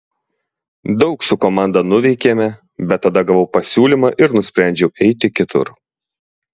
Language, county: Lithuanian, Klaipėda